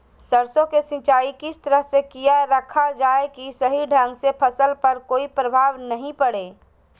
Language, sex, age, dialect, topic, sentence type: Magahi, female, 31-35, Southern, agriculture, question